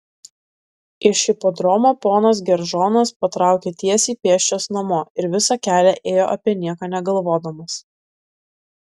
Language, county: Lithuanian, Klaipėda